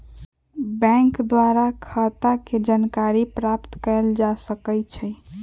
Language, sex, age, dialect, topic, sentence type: Magahi, female, 18-24, Western, banking, statement